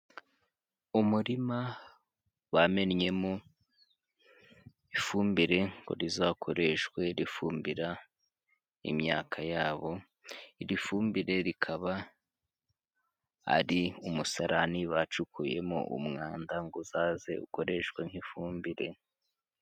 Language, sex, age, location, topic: Kinyarwanda, female, 18-24, Kigali, agriculture